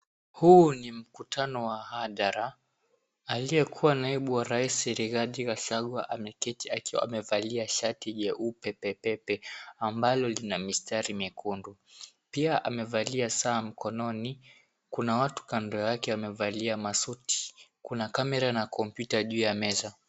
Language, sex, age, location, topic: Swahili, male, 18-24, Mombasa, government